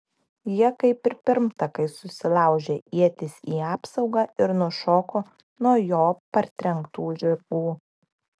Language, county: Lithuanian, Klaipėda